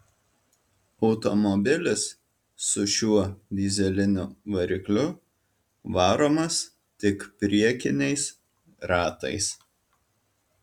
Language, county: Lithuanian, Alytus